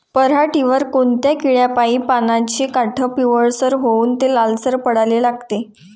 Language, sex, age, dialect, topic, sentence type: Marathi, female, 18-24, Varhadi, agriculture, question